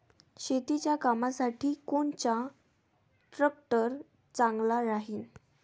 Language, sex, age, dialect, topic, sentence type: Marathi, female, 18-24, Varhadi, agriculture, question